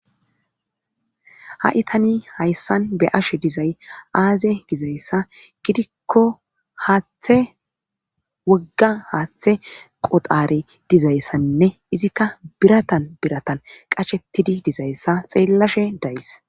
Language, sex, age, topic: Gamo, female, 25-35, government